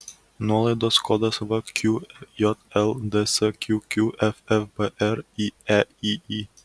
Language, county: Lithuanian, Kaunas